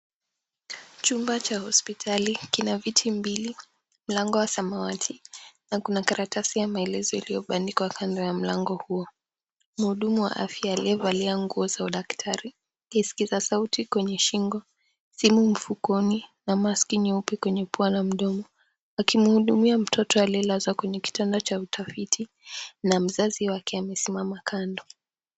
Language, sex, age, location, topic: Swahili, female, 18-24, Mombasa, health